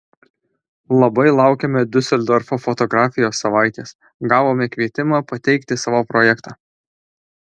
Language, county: Lithuanian, Alytus